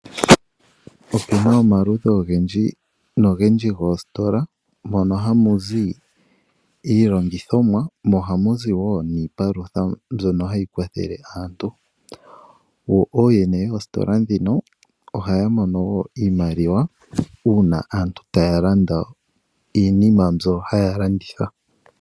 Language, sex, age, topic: Oshiwambo, male, 25-35, finance